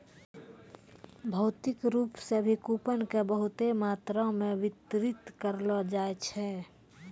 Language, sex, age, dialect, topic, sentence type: Maithili, female, 25-30, Angika, banking, statement